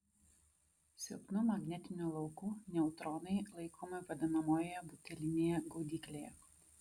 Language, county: Lithuanian, Vilnius